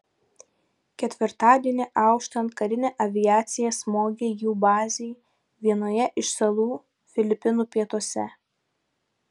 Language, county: Lithuanian, Vilnius